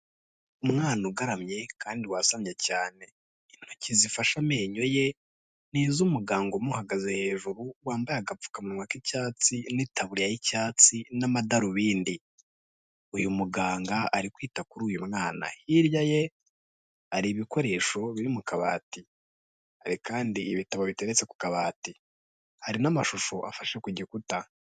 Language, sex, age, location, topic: Kinyarwanda, male, 18-24, Kigali, health